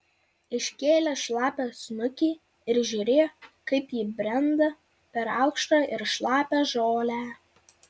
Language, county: Lithuanian, Vilnius